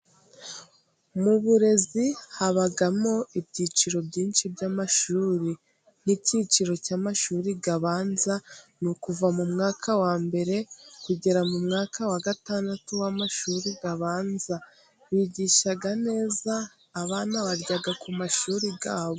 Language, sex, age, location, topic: Kinyarwanda, female, 18-24, Musanze, education